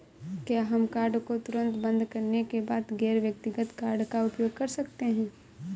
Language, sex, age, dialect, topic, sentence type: Hindi, female, 18-24, Awadhi Bundeli, banking, question